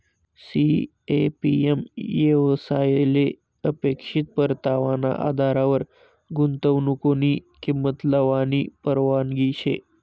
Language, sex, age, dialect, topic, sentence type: Marathi, male, 18-24, Northern Konkan, banking, statement